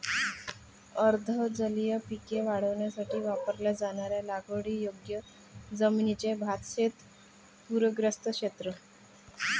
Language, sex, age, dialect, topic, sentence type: Marathi, male, 31-35, Varhadi, agriculture, statement